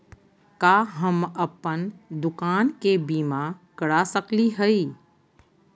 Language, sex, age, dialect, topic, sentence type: Magahi, female, 51-55, Southern, banking, question